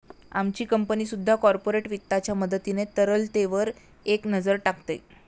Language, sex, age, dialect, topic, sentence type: Marathi, female, 56-60, Standard Marathi, banking, statement